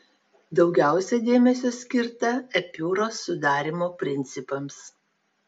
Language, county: Lithuanian, Vilnius